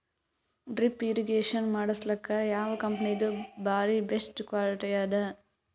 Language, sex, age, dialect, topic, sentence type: Kannada, female, 18-24, Northeastern, agriculture, question